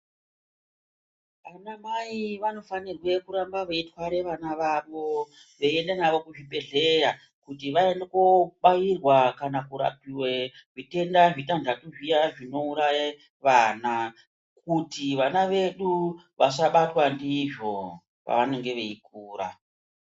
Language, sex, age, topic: Ndau, male, 36-49, health